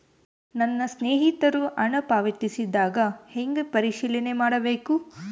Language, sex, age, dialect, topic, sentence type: Kannada, female, 18-24, Central, banking, question